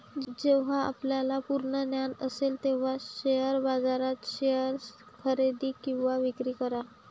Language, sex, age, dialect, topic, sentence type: Marathi, female, 18-24, Varhadi, banking, statement